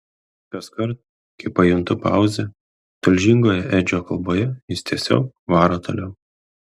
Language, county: Lithuanian, Kaunas